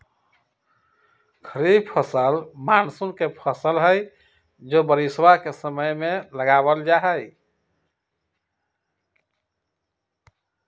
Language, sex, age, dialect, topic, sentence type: Magahi, male, 56-60, Western, agriculture, statement